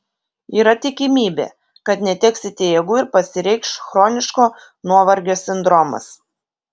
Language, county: Lithuanian, Kaunas